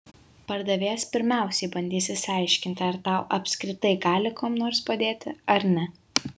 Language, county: Lithuanian, Vilnius